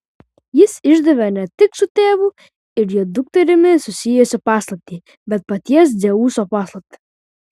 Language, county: Lithuanian, Vilnius